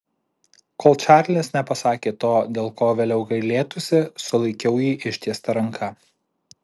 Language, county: Lithuanian, Alytus